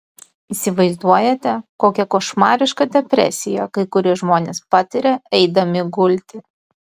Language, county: Lithuanian, Utena